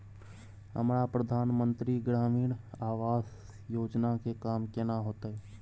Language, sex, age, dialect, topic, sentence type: Maithili, male, 18-24, Bajjika, banking, question